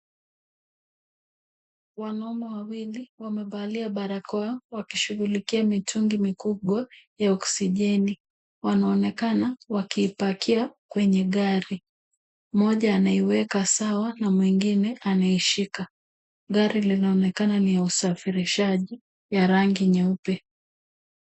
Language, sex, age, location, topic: Swahili, female, 50+, Kisumu, health